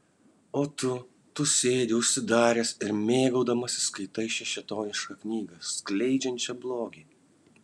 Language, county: Lithuanian, Kaunas